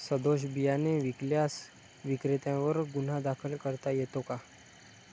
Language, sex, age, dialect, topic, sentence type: Marathi, male, 25-30, Standard Marathi, agriculture, question